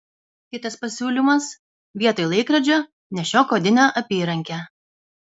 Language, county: Lithuanian, Kaunas